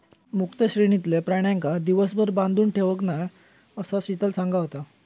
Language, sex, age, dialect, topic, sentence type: Marathi, male, 18-24, Southern Konkan, agriculture, statement